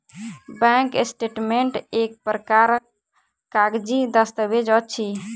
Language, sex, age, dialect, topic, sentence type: Maithili, female, 18-24, Southern/Standard, banking, statement